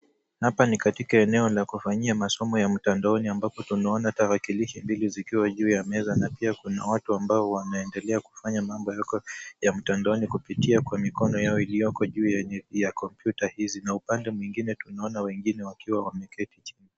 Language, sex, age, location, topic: Swahili, male, 18-24, Nairobi, education